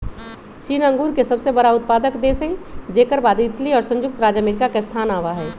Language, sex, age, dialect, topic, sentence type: Magahi, male, 18-24, Western, agriculture, statement